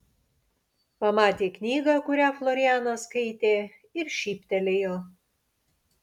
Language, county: Lithuanian, Panevėžys